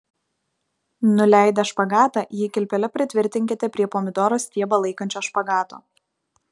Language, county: Lithuanian, Vilnius